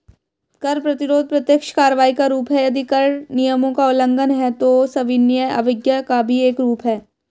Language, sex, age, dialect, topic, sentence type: Hindi, male, 18-24, Hindustani Malvi Khadi Boli, banking, statement